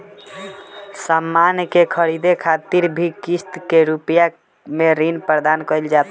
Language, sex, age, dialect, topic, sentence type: Bhojpuri, female, 51-55, Southern / Standard, banking, statement